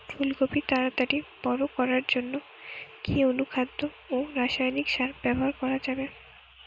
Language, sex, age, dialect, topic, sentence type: Bengali, female, 18-24, Western, agriculture, question